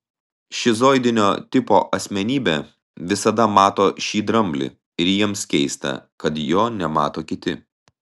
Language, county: Lithuanian, Telšiai